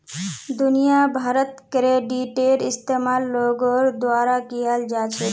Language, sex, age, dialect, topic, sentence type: Magahi, female, 18-24, Northeastern/Surjapuri, banking, statement